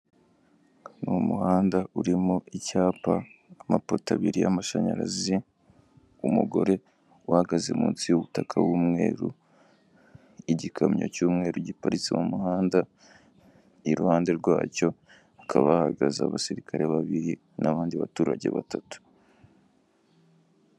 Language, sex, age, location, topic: Kinyarwanda, male, 18-24, Kigali, government